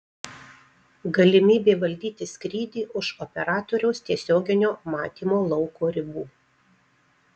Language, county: Lithuanian, Marijampolė